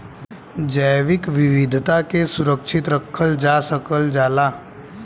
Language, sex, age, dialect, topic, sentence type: Bhojpuri, male, 18-24, Western, agriculture, statement